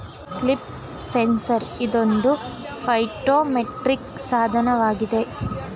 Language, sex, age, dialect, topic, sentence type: Kannada, female, 18-24, Mysore Kannada, agriculture, statement